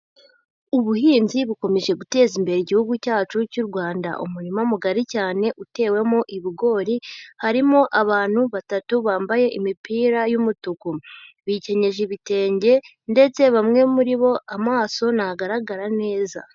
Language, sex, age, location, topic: Kinyarwanda, female, 18-24, Huye, agriculture